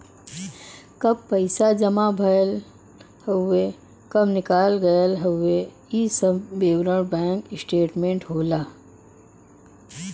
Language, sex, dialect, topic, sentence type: Bhojpuri, female, Western, banking, statement